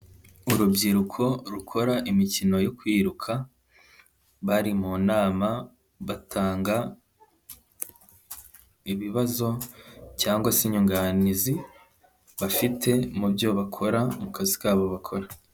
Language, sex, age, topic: Kinyarwanda, male, 18-24, government